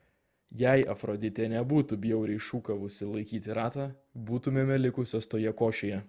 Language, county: Lithuanian, Vilnius